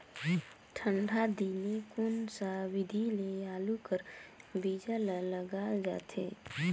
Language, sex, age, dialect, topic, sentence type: Chhattisgarhi, female, 25-30, Northern/Bhandar, agriculture, question